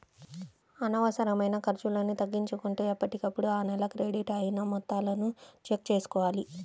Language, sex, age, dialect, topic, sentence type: Telugu, female, 31-35, Central/Coastal, banking, statement